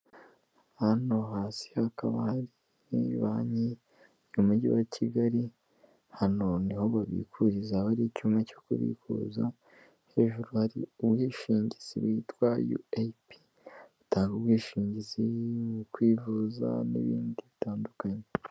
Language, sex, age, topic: Kinyarwanda, male, 18-24, finance